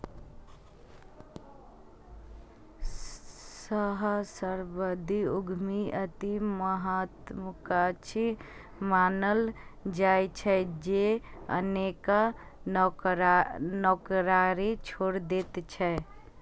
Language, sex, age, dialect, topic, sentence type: Maithili, female, 25-30, Eastern / Thethi, banking, statement